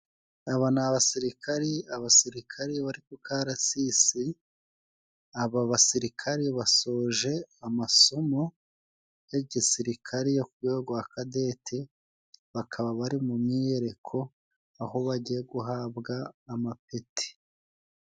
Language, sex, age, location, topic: Kinyarwanda, male, 36-49, Musanze, government